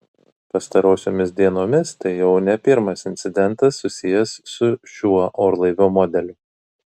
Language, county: Lithuanian, Vilnius